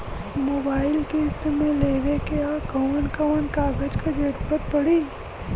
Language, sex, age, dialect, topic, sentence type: Bhojpuri, female, 18-24, Western, banking, question